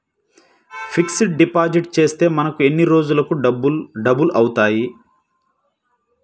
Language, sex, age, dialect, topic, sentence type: Telugu, male, 25-30, Central/Coastal, banking, question